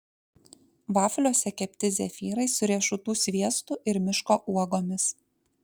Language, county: Lithuanian, Kaunas